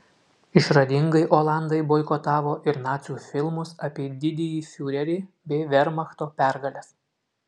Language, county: Lithuanian, Utena